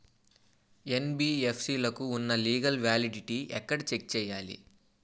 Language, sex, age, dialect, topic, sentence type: Telugu, male, 18-24, Utterandhra, banking, question